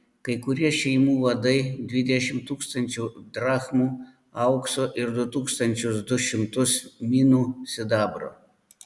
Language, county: Lithuanian, Panevėžys